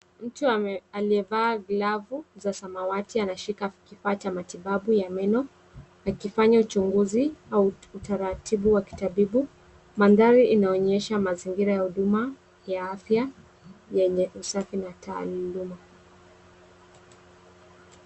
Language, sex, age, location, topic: Swahili, female, 36-49, Nairobi, health